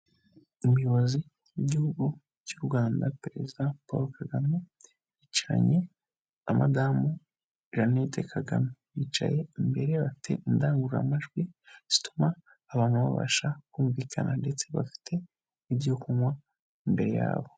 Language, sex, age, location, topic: Kinyarwanda, male, 25-35, Kigali, government